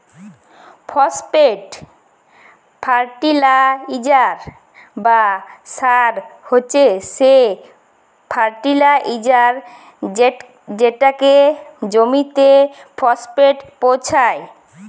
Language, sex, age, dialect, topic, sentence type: Bengali, female, 25-30, Jharkhandi, agriculture, statement